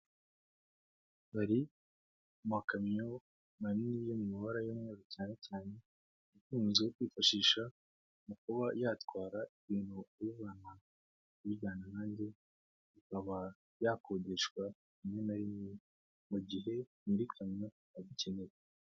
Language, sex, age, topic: Kinyarwanda, male, 25-35, finance